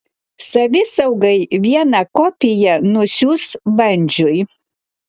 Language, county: Lithuanian, Klaipėda